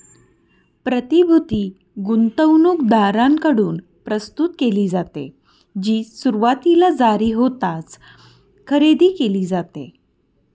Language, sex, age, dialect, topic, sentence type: Marathi, female, 31-35, Northern Konkan, banking, statement